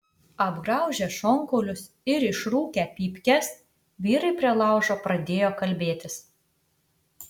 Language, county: Lithuanian, Utena